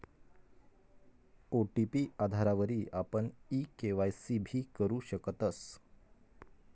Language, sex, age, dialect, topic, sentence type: Marathi, male, 25-30, Northern Konkan, banking, statement